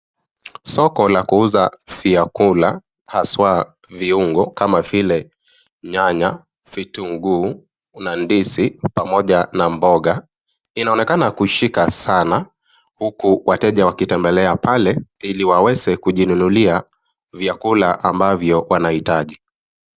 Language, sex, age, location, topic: Swahili, male, 25-35, Nakuru, finance